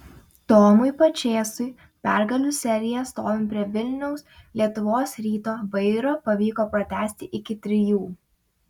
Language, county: Lithuanian, Vilnius